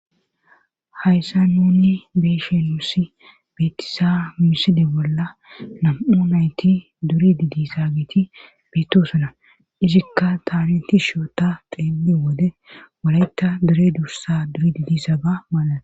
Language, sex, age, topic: Gamo, female, 36-49, government